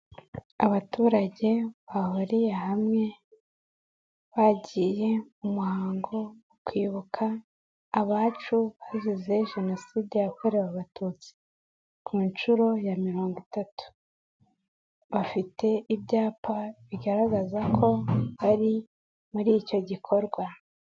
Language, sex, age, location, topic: Kinyarwanda, female, 18-24, Nyagatare, health